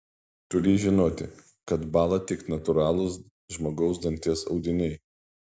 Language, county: Lithuanian, Vilnius